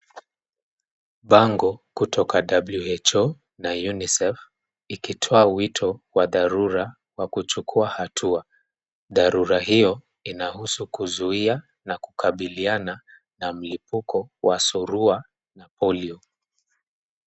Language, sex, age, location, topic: Swahili, male, 25-35, Nairobi, health